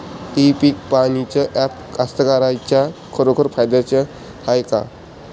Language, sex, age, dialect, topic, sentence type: Marathi, male, 25-30, Varhadi, agriculture, question